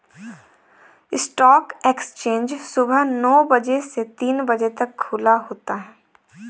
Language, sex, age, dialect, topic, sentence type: Hindi, female, 18-24, Kanauji Braj Bhasha, banking, statement